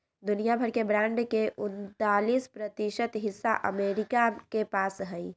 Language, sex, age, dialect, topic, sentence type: Magahi, female, 18-24, Western, banking, statement